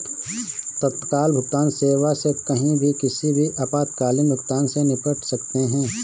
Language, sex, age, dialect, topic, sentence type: Hindi, male, 25-30, Awadhi Bundeli, banking, statement